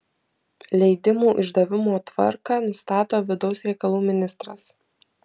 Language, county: Lithuanian, Vilnius